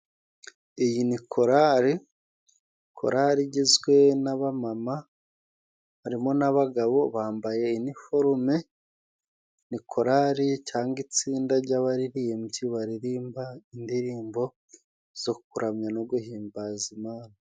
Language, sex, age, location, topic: Kinyarwanda, male, 36-49, Musanze, finance